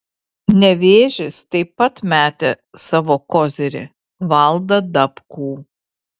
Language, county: Lithuanian, Vilnius